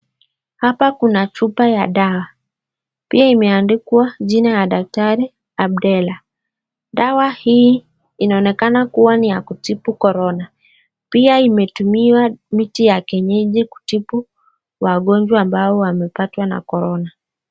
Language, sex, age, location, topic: Swahili, female, 25-35, Nakuru, health